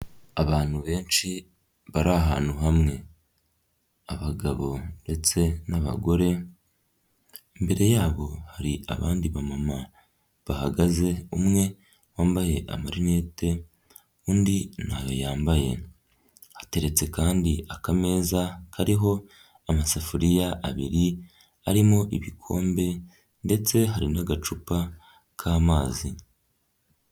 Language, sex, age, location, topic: Kinyarwanda, female, 50+, Nyagatare, health